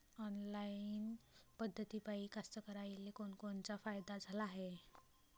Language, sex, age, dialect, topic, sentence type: Marathi, male, 18-24, Varhadi, agriculture, question